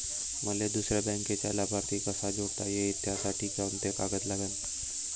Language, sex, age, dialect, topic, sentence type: Marathi, male, 18-24, Varhadi, banking, question